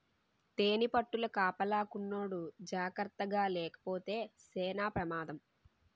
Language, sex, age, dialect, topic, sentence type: Telugu, female, 18-24, Utterandhra, agriculture, statement